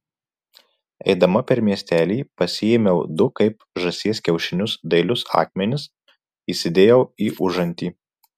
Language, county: Lithuanian, Marijampolė